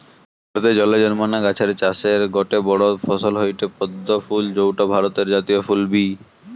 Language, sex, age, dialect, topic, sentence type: Bengali, male, 18-24, Western, agriculture, statement